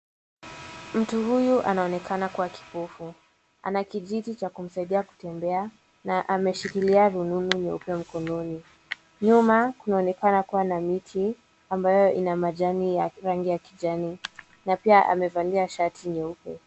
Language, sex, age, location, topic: Swahili, female, 18-24, Nairobi, education